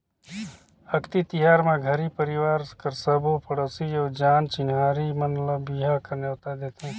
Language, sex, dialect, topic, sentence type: Chhattisgarhi, male, Northern/Bhandar, agriculture, statement